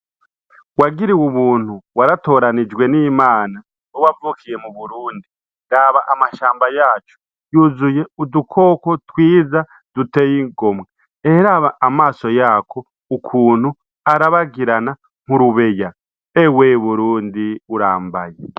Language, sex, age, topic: Rundi, male, 36-49, agriculture